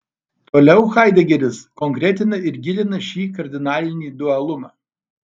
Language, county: Lithuanian, Alytus